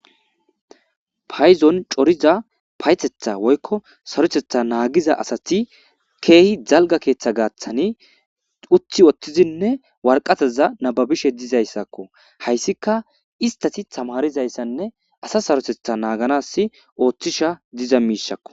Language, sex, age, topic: Gamo, male, 25-35, government